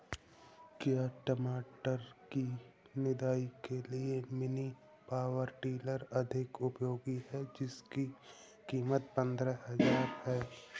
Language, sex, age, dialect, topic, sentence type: Hindi, male, 18-24, Awadhi Bundeli, agriculture, question